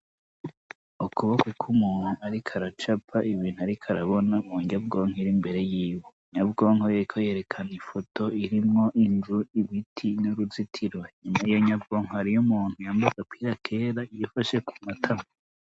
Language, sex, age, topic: Rundi, male, 25-35, education